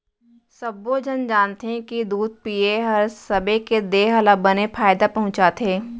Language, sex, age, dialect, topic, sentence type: Chhattisgarhi, female, 18-24, Central, agriculture, statement